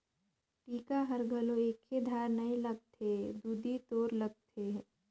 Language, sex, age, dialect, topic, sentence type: Chhattisgarhi, female, 25-30, Northern/Bhandar, banking, statement